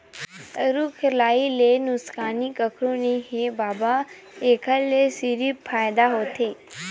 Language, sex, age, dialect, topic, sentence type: Chhattisgarhi, female, 25-30, Western/Budati/Khatahi, agriculture, statement